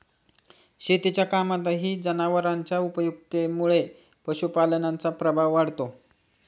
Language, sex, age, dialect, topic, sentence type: Marathi, male, 46-50, Standard Marathi, agriculture, statement